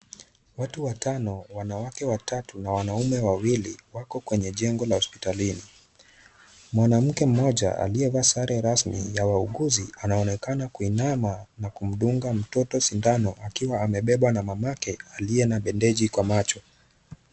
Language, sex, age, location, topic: Swahili, male, 18-24, Kisumu, health